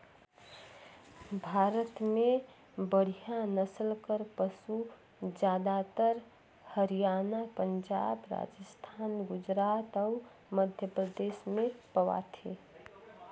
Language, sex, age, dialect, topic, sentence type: Chhattisgarhi, female, 36-40, Northern/Bhandar, agriculture, statement